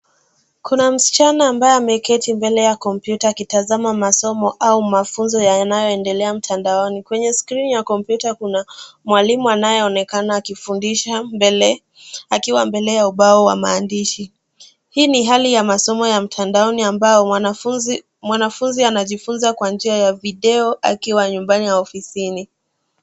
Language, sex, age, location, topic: Swahili, female, 18-24, Nairobi, education